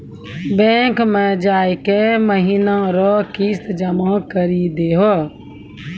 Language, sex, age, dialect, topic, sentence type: Maithili, female, 41-45, Angika, banking, statement